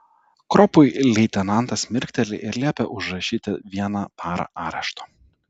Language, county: Lithuanian, Telšiai